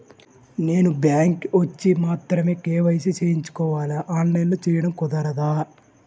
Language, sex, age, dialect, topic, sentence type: Telugu, male, 18-24, Central/Coastal, banking, question